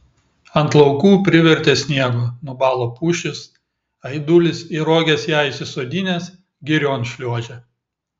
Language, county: Lithuanian, Klaipėda